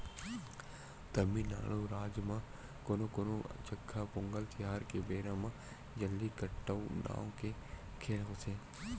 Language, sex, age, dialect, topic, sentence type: Chhattisgarhi, male, 18-24, Western/Budati/Khatahi, agriculture, statement